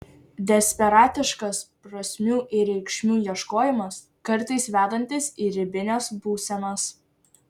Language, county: Lithuanian, Šiauliai